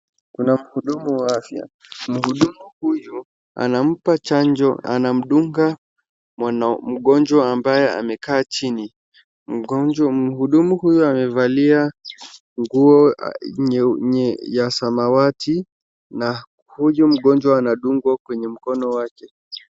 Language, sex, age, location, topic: Swahili, male, 36-49, Wajir, health